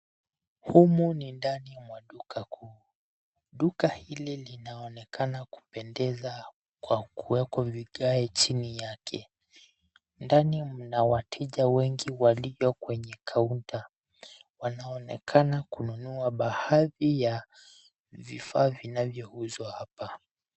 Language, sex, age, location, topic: Swahili, male, 18-24, Nairobi, finance